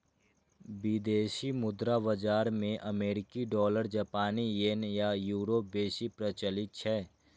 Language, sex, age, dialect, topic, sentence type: Maithili, male, 18-24, Eastern / Thethi, banking, statement